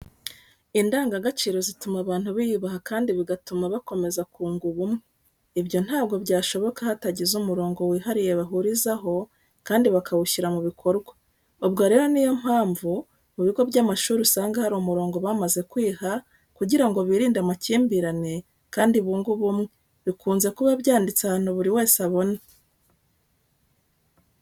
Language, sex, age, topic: Kinyarwanda, female, 36-49, education